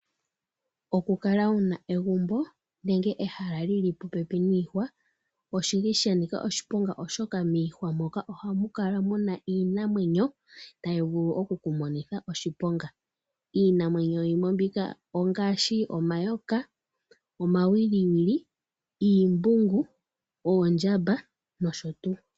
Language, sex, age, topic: Oshiwambo, female, 18-24, agriculture